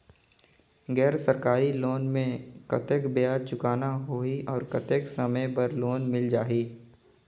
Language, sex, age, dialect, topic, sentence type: Chhattisgarhi, male, 18-24, Northern/Bhandar, banking, question